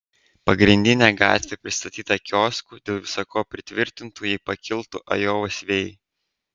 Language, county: Lithuanian, Vilnius